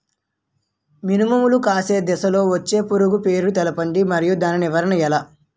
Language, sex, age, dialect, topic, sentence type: Telugu, male, 18-24, Utterandhra, agriculture, question